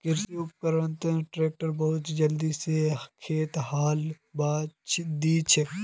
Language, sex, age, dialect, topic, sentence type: Magahi, male, 18-24, Northeastern/Surjapuri, agriculture, statement